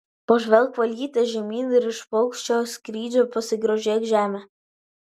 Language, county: Lithuanian, Vilnius